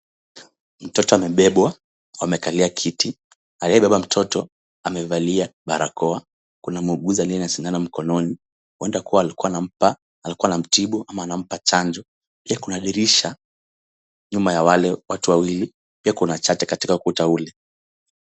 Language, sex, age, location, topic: Swahili, male, 18-24, Kisumu, health